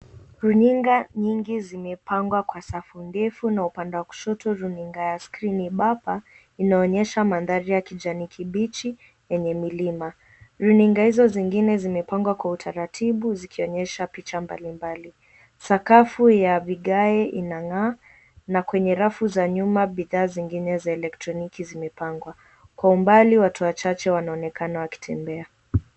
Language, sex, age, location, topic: Swahili, female, 18-24, Mombasa, government